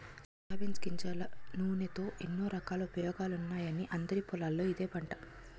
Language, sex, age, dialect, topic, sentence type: Telugu, female, 46-50, Utterandhra, agriculture, statement